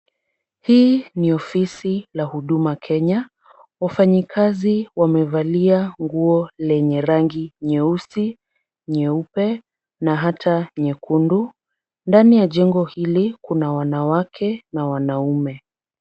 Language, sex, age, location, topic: Swahili, female, 50+, Kisumu, government